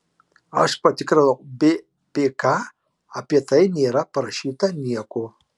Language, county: Lithuanian, Marijampolė